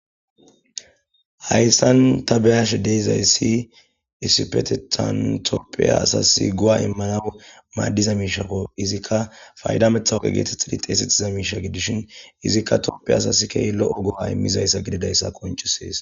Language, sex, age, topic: Gamo, male, 25-35, government